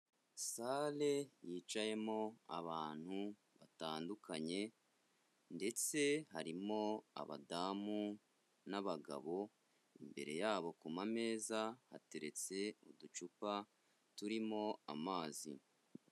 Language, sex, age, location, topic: Kinyarwanda, male, 25-35, Kigali, health